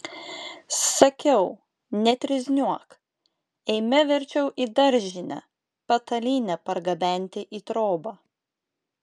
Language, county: Lithuanian, Klaipėda